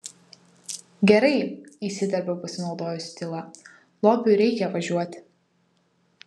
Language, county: Lithuanian, Vilnius